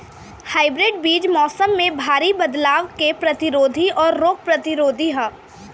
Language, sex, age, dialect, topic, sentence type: Bhojpuri, female, <18, Southern / Standard, agriculture, statement